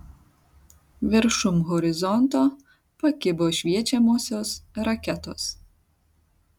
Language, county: Lithuanian, Tauragė